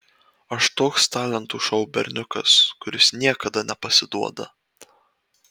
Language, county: Lithuanian, Marijampolė